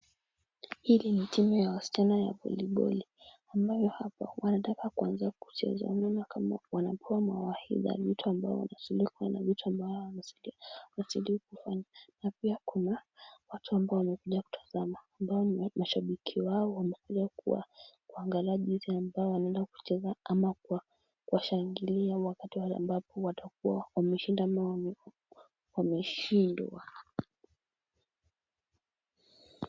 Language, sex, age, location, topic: Swahili, female, 18-24, Kisumu, government